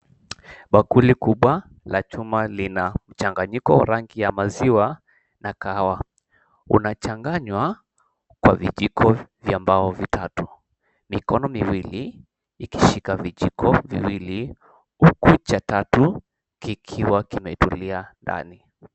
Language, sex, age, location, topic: Swahili, male, 18-24, Mombasa, agriculture